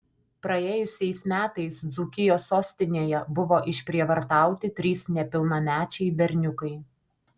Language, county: Lithuanian, Alytus